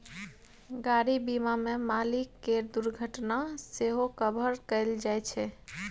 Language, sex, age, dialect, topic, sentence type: Maithili, female, 25-30, Bajjika, banking, statement